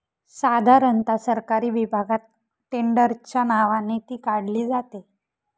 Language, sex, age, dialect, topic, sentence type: Marathi, female, 18-24, Northern Konkan, agriculture, statement